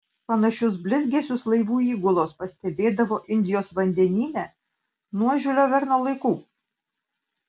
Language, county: Lithuanian, Vilnius